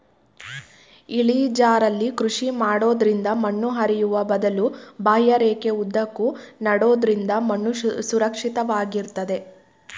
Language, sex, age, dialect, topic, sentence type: Kannada, female, 25-30, Mysore Kannada, agriculture, statement